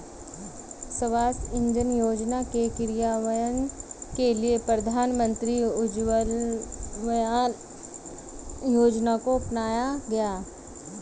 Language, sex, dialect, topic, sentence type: Hindi, female, Hindustani Malvi Khadi Boli, agriculture, statement